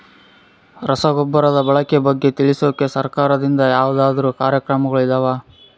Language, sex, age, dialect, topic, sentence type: Kannada, male, 41-45, Central, agriculture, question